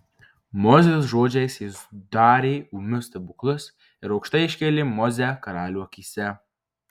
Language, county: Lithuanian, Marijampolė